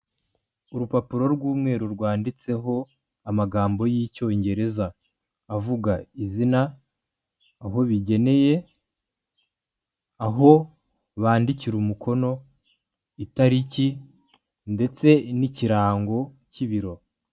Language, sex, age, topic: Kinyarwanda, male, 25-35, finance